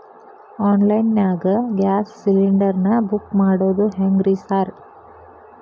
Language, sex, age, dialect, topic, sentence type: Kannada, female, 31-35, Dharwad Kannada, banking, question